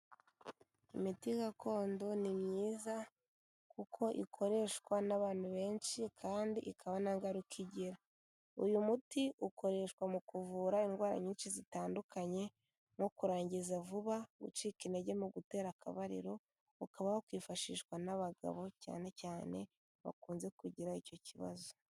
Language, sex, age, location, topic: Kinyarwanda, female, 18-24, Kigali, health